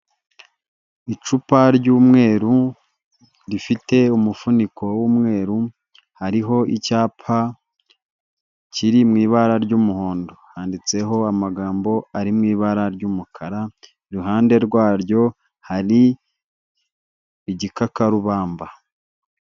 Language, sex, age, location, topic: Kinyarwanda, male, 25-35, Huye, health